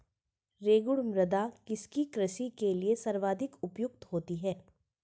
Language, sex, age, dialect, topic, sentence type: Hindi, female, 41-45, Hindustani Malvi Khadi Boli, agriculture, question